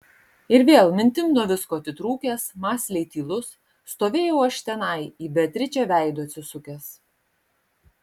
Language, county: Lithuanian, Kaunas